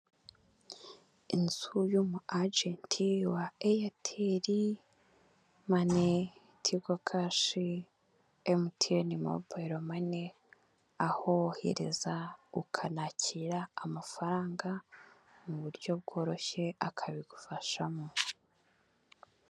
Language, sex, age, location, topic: Kinyarwanda, female, 18-24, Nyagatare, finance